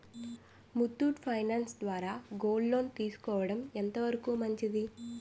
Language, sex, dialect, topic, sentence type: Telugu, female, Utterandhra, banking, question